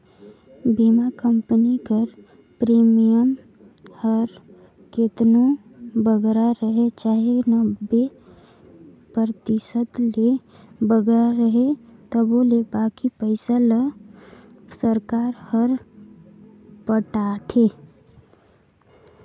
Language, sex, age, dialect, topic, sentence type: Chhattisgarhi, female, 56-60, Northern/Bhandar, agriculture, statement